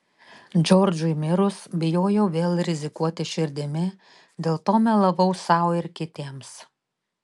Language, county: Lithuanian, Telšiai